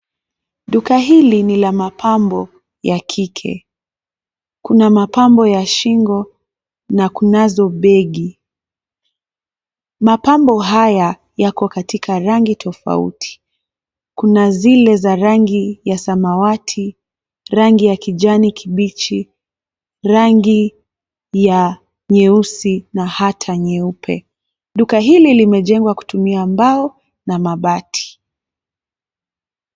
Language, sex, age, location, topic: Swahili, female, 18-24, Mombasa, finance